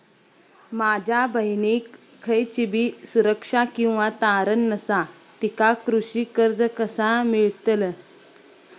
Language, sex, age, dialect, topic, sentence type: Marathi, female, 18-24, Southern Konkan, agriculture, statement